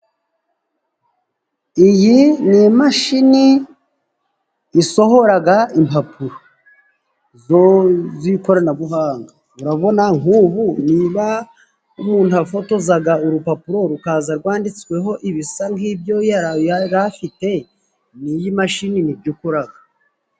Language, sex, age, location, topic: Kinyarwanda, male, 36-49, Musanze, government